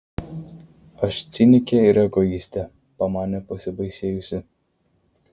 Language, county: Lithuanian, Vilnius